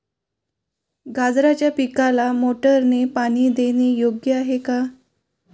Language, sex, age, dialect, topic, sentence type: Marathi, female, 25-30, Standard Marathi, agriculture, question